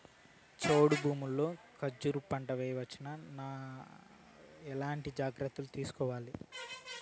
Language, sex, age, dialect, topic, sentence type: Telugu, male, 31-35, Southern, agriculture, question